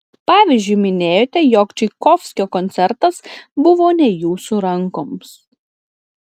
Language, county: Lithuanian, Klaipėda